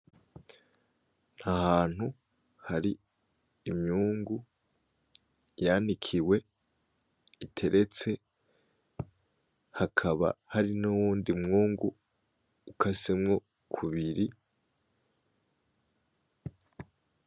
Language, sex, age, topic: Rundi, male, 18-24, agriculture